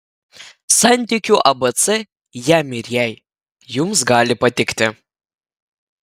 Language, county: Lithuanian, Klaipėda